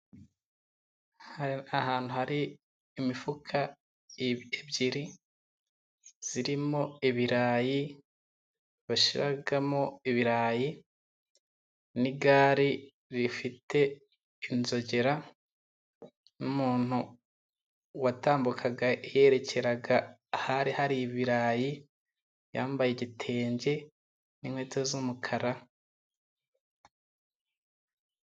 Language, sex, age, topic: Kinyarwanda, male, 25-35, agriculture